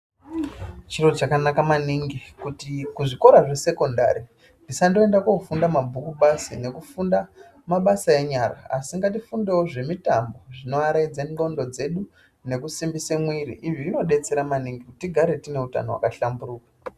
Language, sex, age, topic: Ndau, female, 18-24, education